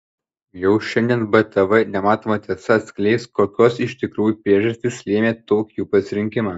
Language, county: Lithuanian, Panevėžys